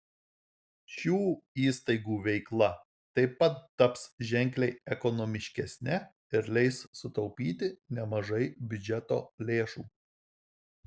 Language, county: Lithuanian, Marijampolė